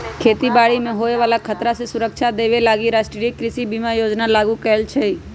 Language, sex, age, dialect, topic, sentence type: Magahi, female, 25-30, Western, agriculture, statement